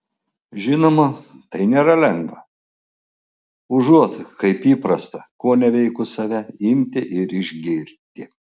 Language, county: Lithuanian, Klaipėda